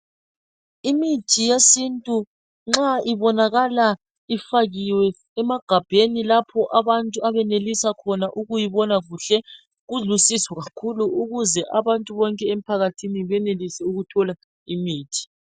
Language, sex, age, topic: North Ndebele, female, 36-49, health